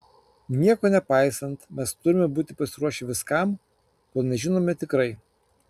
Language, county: Lithuanian, Kaunas